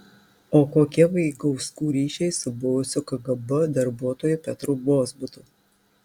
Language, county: Lithuanian, Tauragė